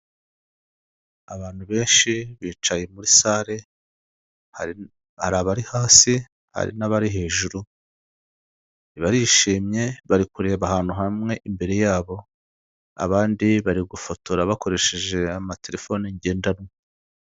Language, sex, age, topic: Kinyarwanda, male, 50+, government